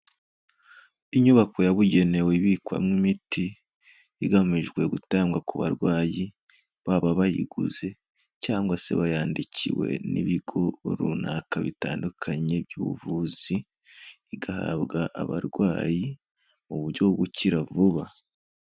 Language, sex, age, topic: Kinyarwanda, male, 18-24, health